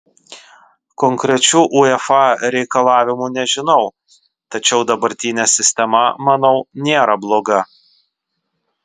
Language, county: Lithuanian, Vilnius